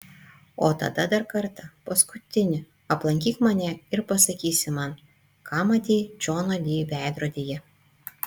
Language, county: Lithuanian, Panevėžys